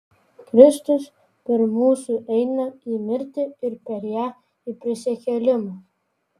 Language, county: Lithuanian, Vilnius